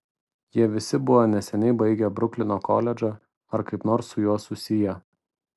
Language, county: Lithuanian, Vilnius